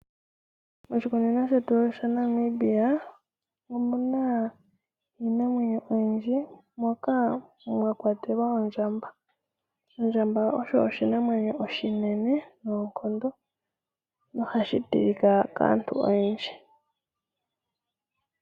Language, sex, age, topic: Oshiwambo, female, 18-24, agriculture